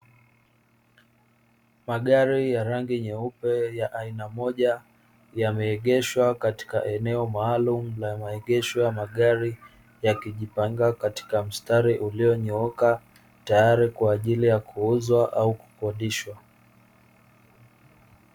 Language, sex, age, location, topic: Swahili, male, 25-35, Dar es Salaam, finance